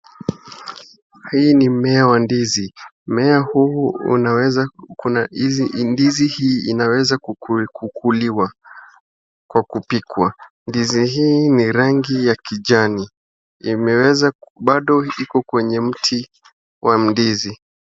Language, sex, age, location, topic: Swahili, male, 18-24, Wajir, agriculture